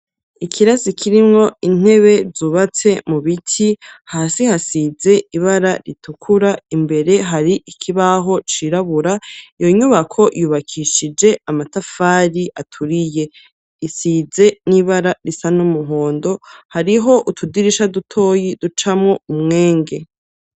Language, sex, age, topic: Rundi, male, 36-49, education